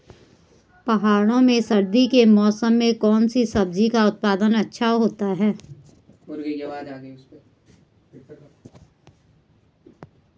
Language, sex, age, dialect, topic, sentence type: Hindi, female, 41-45, Garhwali, agriculture, question